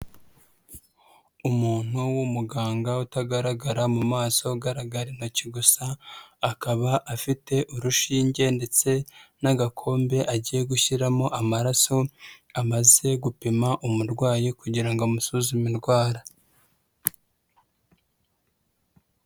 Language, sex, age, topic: Kinyarwanda, male, 25-35, health